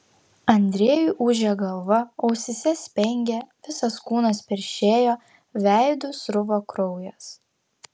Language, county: Lithuanian, Klaipėda